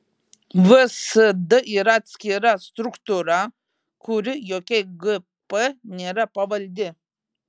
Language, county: Lithuanian, Šiauliai